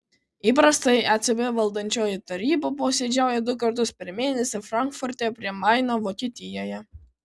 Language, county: Lithuanian, Kaunas